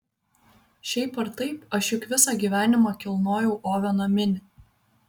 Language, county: Lithuanian, Vilnius